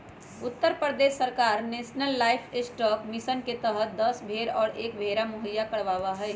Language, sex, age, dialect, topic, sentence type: Magahi, female, 25-30, Western, agriculture, statement